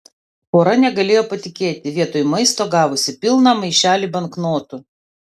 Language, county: Lithuanian, Vilnius